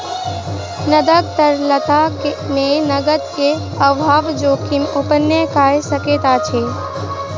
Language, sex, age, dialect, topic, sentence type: Maithili, female, 46-50, Southern/Standard, banking, statement